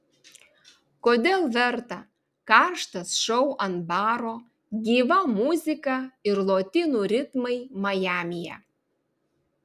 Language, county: Lithuanian, Vilnius